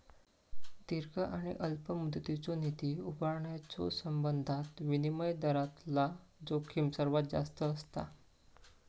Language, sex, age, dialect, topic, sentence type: Marathi, male, 25-30, Southern Konkan, banking, statement